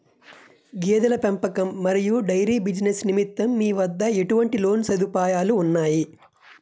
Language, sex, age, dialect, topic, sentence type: Telugu, male, 25-30, Utterandhra, banking, question